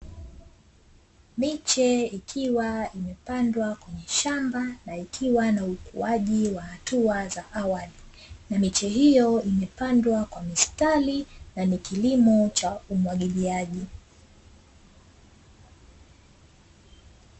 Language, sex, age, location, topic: Swahili, female, 25-35, Dar es Salaam, agriculture